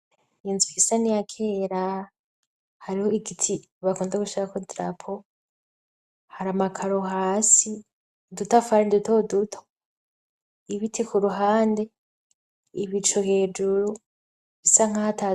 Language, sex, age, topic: Rundi, female, 25-35, education